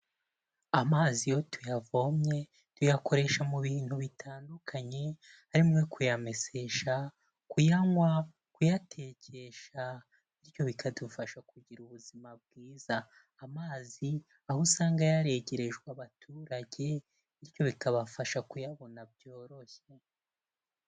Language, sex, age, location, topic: Kinyarwanda, male, 18-24, Kigali, health